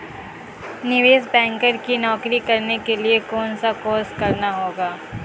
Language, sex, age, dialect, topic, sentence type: Hindi, female, 18-24, Kanauji Braj Bhasha, banking, statement